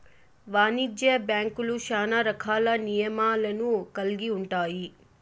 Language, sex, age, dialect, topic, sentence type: Telugu, female, 25-30, Southern, banking, statement